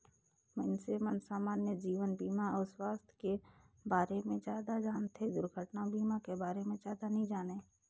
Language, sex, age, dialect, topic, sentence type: Chhattisgarhi, female, 60-100, Northern/Bhandar, banking, statement